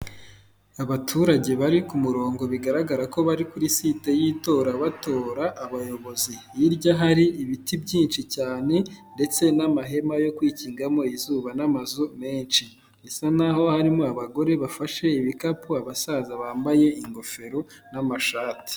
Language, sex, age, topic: Kinyarwanda, female, 18-24, government